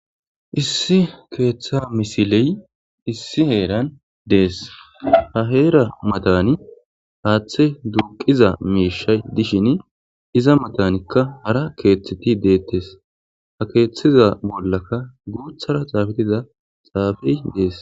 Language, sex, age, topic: Gamo, male, 25-35, government